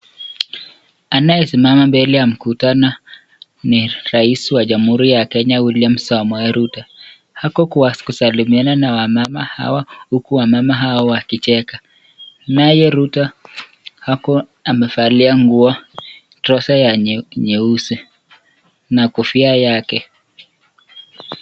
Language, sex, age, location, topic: Swahili, male, 18-24, Nakuru, government